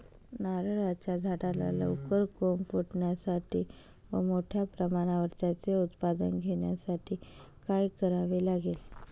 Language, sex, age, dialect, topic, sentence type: Marathi, female, 18-24, Northern Konkan, agriculture, question